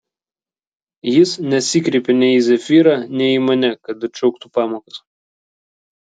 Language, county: Lithuanian, Vilnius